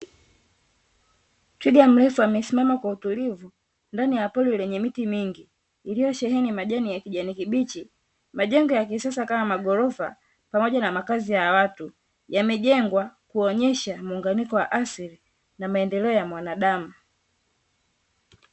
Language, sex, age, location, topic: Swahili, female, 18-24, Dar es Salaam, agriculture